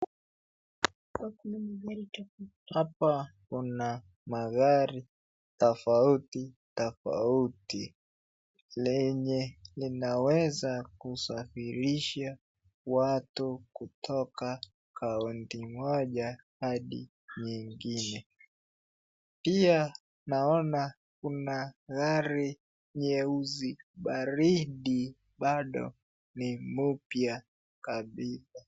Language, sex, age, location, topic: Swahili, female, 36-49, Nakuru, finance